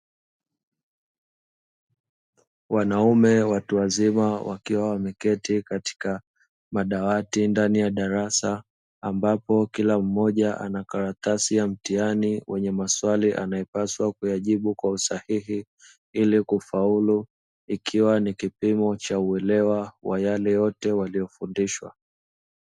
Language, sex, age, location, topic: Swahili, male, 25-35, Dar es Salaam, education